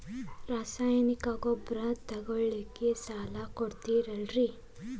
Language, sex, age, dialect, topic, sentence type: Kannada, male, 18-24, Dharwad Kannada, banking, question